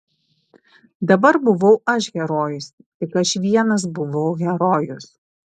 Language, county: Lithuanian, Šiauliai